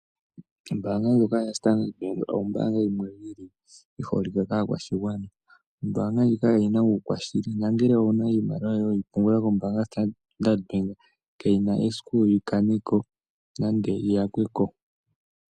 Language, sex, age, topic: Oshiwambo, male, 25-35, finance